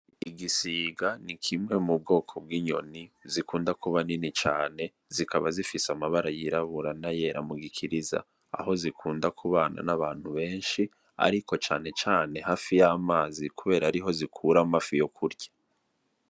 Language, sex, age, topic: Rundi, male, 25-35, agriculture